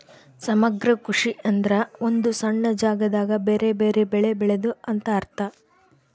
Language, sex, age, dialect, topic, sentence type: Kannada, female, 18-24, Central, agriculture, statement